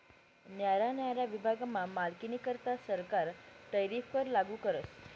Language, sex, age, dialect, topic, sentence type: Marathi, female, 18-24, Northern Konkan, banking, statement